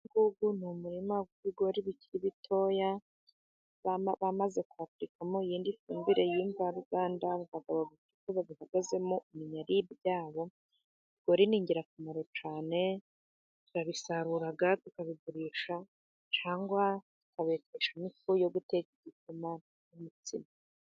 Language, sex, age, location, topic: Kinyarwanda, female, 50+, Musanze, agriculture